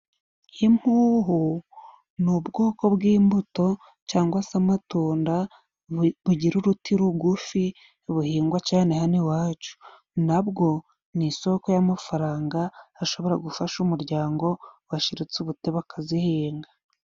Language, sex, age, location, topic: Kinyarwanda, female, 25-35, Musanze, agriculture